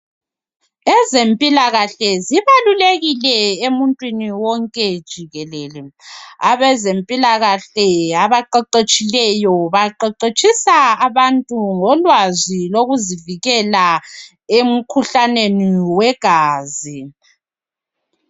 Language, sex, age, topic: North Ndebele, female, 36-49, health